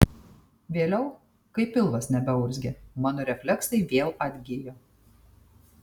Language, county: Lithuanian, Tauragė